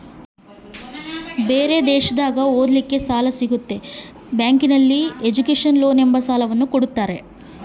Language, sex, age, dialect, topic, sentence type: Kannada, female, 25-30, Central, banking, question